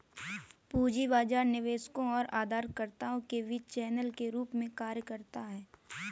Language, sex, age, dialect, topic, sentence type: Hindi, female, 18-24, Kanauji Braj Bhasha, banking, statement